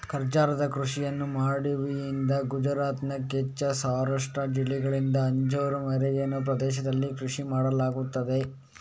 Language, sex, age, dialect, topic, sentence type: Kannada, male, 36-40, Coastal/Dakshin, agriculture, statement